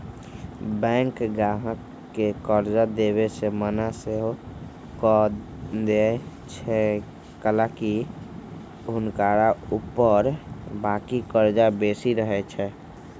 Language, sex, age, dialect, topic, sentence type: Magahi, female, 36-40, Western, banking, statement